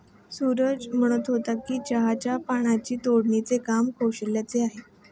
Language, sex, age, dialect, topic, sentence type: Marathi, female, 18-24, Standard Marathi, agriculture, statement